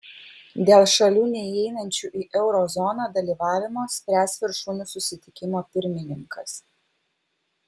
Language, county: Lithuanian, Vilnius